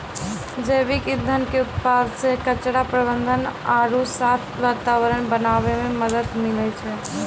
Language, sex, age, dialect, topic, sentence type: Maithili, female, 18-24, Angika, agriculture, statement